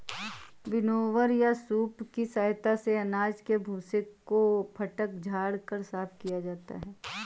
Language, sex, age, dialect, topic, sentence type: Hindi, female, 25-30, Awadhi Bundeli, agriculture, statement